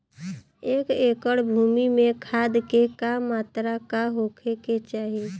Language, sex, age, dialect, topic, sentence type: Bhojpuri, female, 25-30, Western, agriculture, question